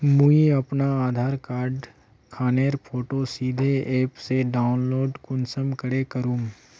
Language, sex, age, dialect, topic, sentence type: Magahi, male, 18-24, Northeastern/Surjapuri, banking, question